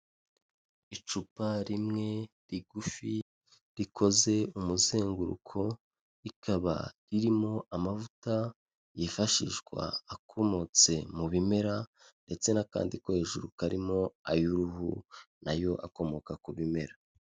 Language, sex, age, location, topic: Kinyarwanda, male, 25-35, Kigali, health